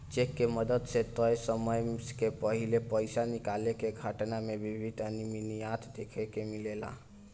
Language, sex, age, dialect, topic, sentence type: Bhojpuri, male, 18-24, Southern / Standard, banking, statement